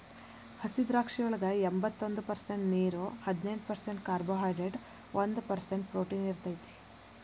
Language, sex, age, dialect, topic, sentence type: Kannada, female, 25-30, Dharwad Kannada, agriculture, statement